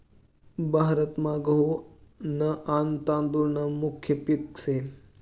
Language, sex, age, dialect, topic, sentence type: Marathi, male, 31-35, Northern Konkan, agriculture, statement